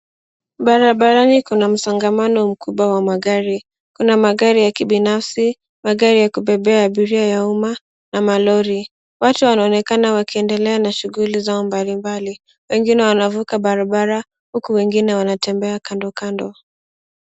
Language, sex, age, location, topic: Swahili, female, 18-24, Nairobi, government